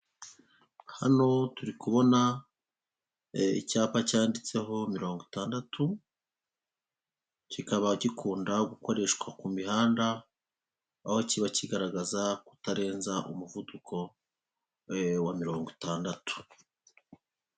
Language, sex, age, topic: Kinyarwanda, male, 36-49, government